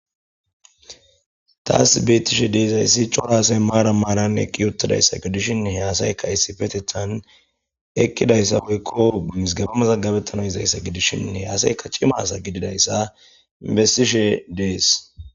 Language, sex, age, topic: Gamo, male, 25-35, government